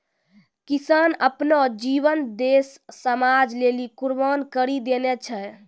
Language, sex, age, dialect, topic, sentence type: Maithili, female, 18-24, Angika, agriculture, statement